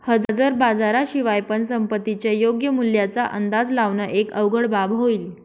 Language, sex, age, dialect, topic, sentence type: Marathi, female, 25-30, Northern Konkan, banking, statement